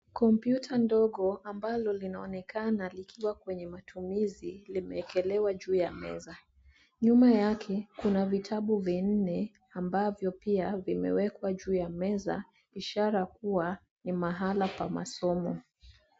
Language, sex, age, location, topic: Swahili, female, 25-35, Nairobi, education